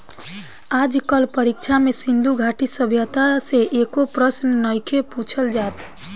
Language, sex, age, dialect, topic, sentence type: Bhojpuri, female, 18-24, Southern / Standard, agriculture, statement